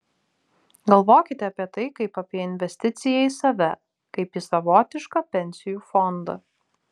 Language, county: Lithuanian, Vilnius